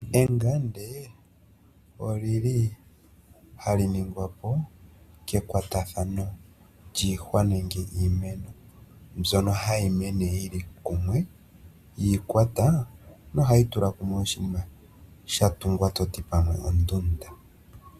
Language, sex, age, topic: Oshiwambo, male, 25-35, agriculture